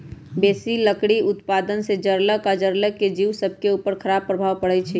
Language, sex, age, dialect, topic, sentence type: Magahi, male, 18-24, Western, agriculture, statement